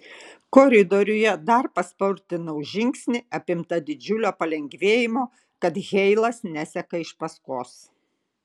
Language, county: Lithuanian, Kaunas